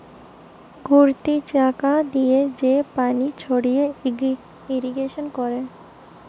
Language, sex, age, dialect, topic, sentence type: Bengali, female, 18-24, Western, agriculture, statement